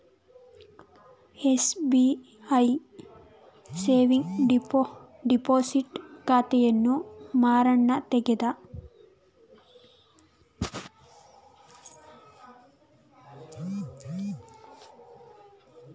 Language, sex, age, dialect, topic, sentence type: Kannada, female, 18-24, Mysore Kannada, banking, statement